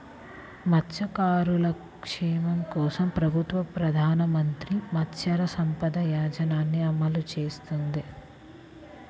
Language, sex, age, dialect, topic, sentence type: Telugu, female, 18-24, Central/Coastal, agriculture, statement